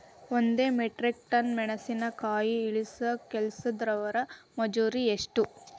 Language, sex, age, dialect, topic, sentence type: Kannada, female, 18-24, Dharwad Kannada, agriculture, question